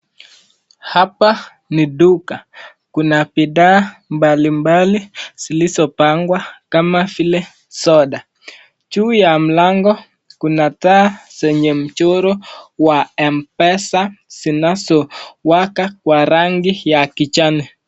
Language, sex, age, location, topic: Swahili, male, 18-24, Nakuru, finance